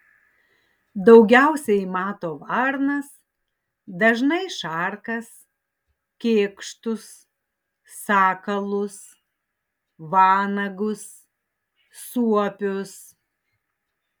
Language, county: Lithuanian, Tauragė